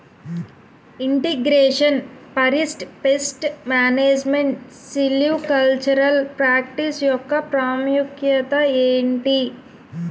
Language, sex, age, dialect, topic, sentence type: Telugu, female, 25-30, Utterandhra, agriculture, question